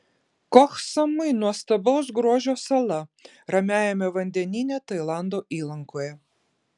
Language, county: Lithuanian, Klaipėda